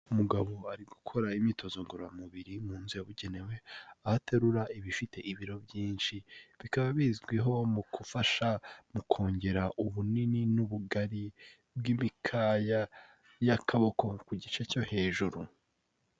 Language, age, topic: Kinyarwanda, 18-24, health